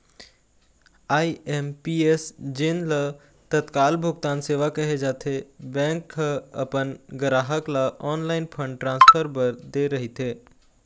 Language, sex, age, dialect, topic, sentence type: Chhattisgarhi, male, 18-24, Eastern, banking, statement